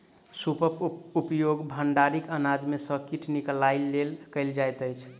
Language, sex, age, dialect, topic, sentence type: Maithili, male, 25-30, Southern/Standard, agriculture, statement